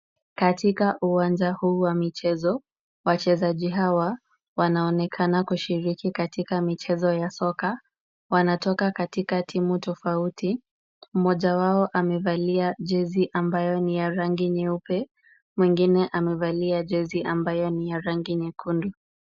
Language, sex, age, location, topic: Swahili, female, 25-35, Kisumu, government